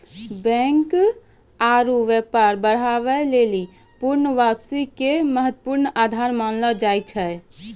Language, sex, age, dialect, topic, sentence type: Maithili, female, 18-24, Angika, banking, statement